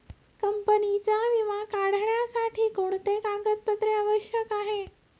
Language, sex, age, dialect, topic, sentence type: Marathi, female, 36-40, Standard Marathi, banking, question